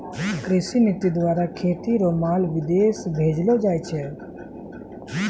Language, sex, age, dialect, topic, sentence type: Maithili, male, 25-30, Angika, agriculture, statement